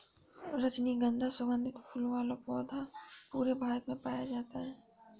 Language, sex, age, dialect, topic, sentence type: Hindi, female, 56-60, Awadhi Bundeli, agriculture, statement